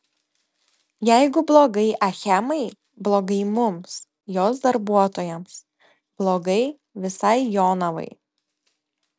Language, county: Lithuanian, Telšiai